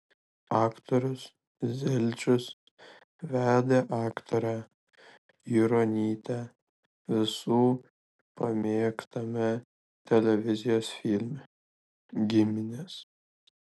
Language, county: Lithuanian, Kaunas